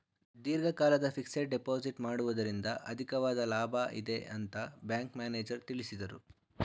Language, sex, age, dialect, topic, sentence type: Kannada, male, 46-50, Mysore Kannada, banking, statement